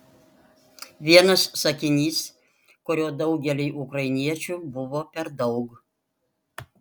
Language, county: Lithuanian, Panevėžys